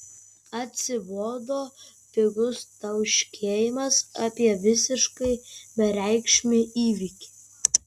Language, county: Lithuanian, Kaunas